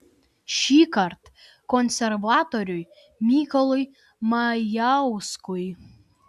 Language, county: Lithuanian, Vilnius